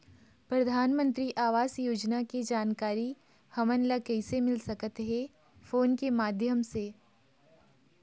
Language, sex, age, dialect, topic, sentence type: Chhattisgarhi, female, 25-30, Eastern, banking, question